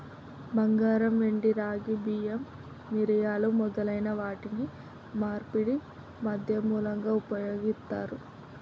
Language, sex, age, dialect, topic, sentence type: Telugu, male, 31-35, Telangana, banking, statement